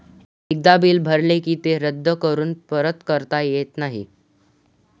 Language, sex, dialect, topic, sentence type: Marathi, male, Varhadi, banking, statement